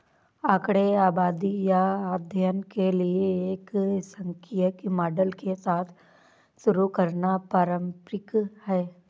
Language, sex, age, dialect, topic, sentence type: Hindi, female, 18-24, Awadhi Bundeli, banking, statement